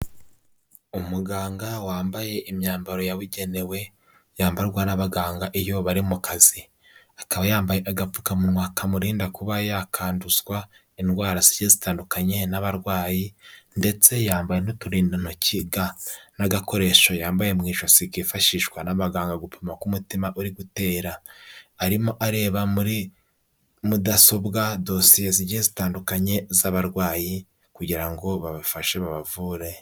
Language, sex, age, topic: Kinyarwanda, male, 18-24, health